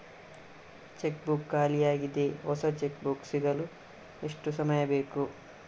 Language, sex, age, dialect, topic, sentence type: Kannada, male, 18-24, Coastal/Dakshin, banking, question